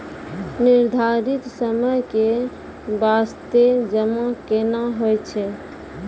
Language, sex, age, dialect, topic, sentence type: Maithili, female, 31-35, Angika, banking, question